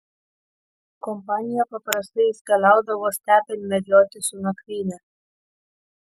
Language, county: Lithuanian, Kaunas